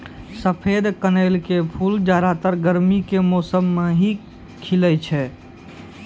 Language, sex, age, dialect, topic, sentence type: Maithili, male, 51-55, Angika, agriculture, statement